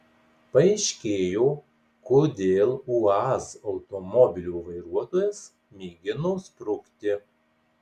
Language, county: Lithuanian, Marijampolė